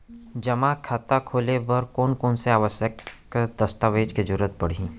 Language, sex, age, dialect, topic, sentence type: Chhattisgarhi, male, 25-30, Central, banking, question